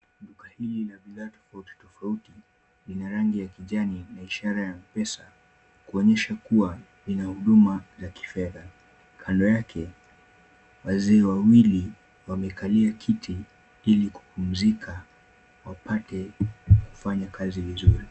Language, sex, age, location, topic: Swahili, male, 18-24, Kisumu, finance